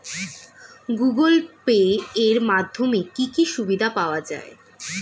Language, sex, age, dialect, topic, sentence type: Bengali, female, 18-24, Standard Colloquial, banking, question